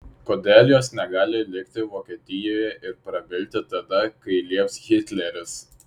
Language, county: Lithuanian, Šiauliai